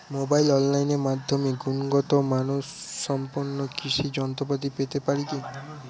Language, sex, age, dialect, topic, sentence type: Bengali, male, 18-24, Northern/Varendri, agriculture, question